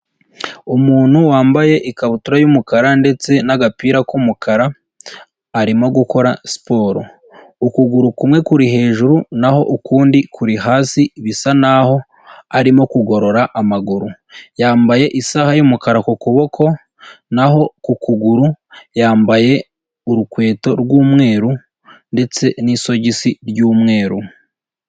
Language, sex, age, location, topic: Kinyarwanda, male, 25-35, Huye, health